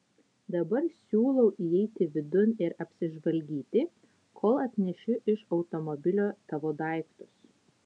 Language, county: Lithuanian, Utena